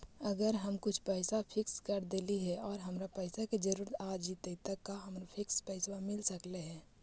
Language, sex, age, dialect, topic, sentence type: Magahi, female, 25-30, Central/Standard, banking, question